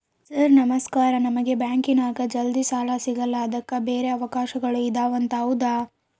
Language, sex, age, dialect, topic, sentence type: Kannada, female, 18-24, Central, banking, question